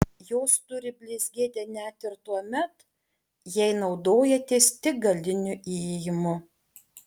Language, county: Lithuanian, Alytus